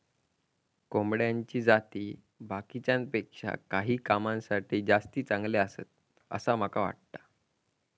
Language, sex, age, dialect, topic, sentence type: Marathi, female, 41-45, Southern Konkan, agriculture, statement